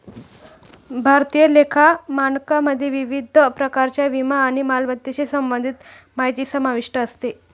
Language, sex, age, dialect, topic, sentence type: Marathi, female, 18-24, Standard Marathi, banking, statement